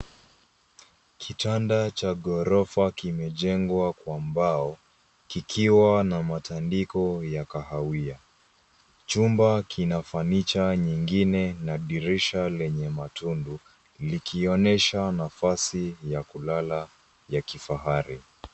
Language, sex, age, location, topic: Swahili, female, 36-49, Nairobi, education